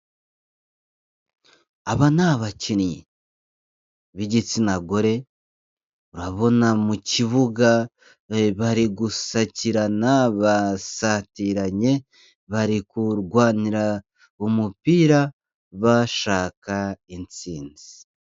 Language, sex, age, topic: Kinyarwanda, male, 25-35, government